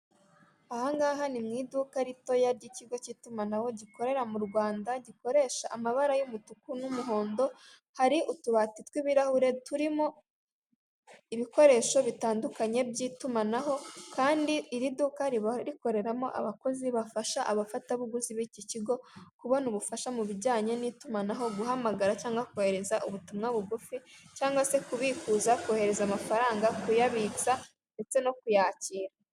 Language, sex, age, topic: Kinyarwanda, female, 18-24, finance